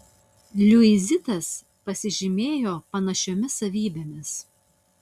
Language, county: Lithuanian, Utena